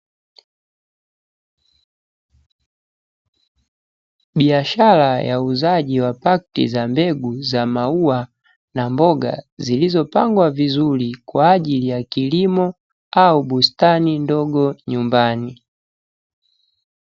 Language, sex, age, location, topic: Swahili, male, 18-24, Dar es Salaam, agriculture